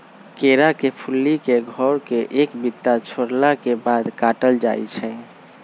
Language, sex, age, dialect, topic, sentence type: Magahi, male, 25-30, Western, agriculture, statement